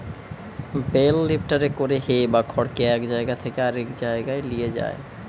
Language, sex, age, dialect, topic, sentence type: Bengali, male, 25-30, Western, agriculture, statement